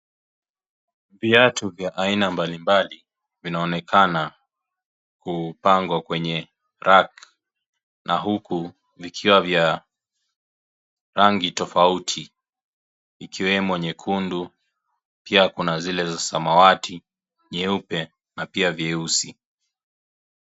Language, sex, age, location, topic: Swahili, male, 25-35, Kisii, finance